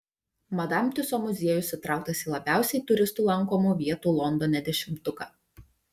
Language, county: Lithuanian, Panevėžys